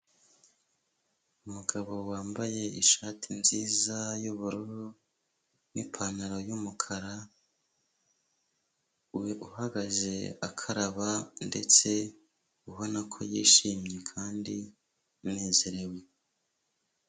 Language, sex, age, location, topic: Kinyarwanda, male, 25-35, Huye, health